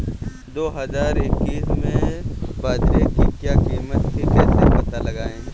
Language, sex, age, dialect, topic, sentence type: Hindi, male, 18-24, Kanauji Braj Bhasha, agriculture, question